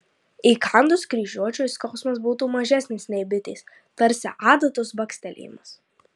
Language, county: Lithuanian, Marijampolė